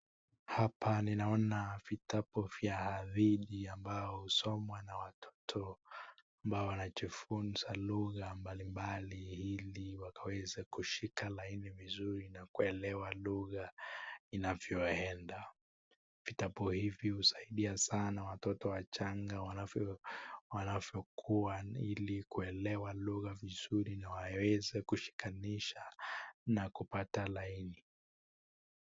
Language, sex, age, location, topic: Swahili, male, 18-24, Nakuru, education